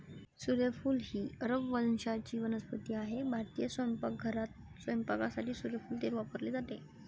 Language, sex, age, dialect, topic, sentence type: Marathi, female, 18-24, Varhadi, agriculture, statement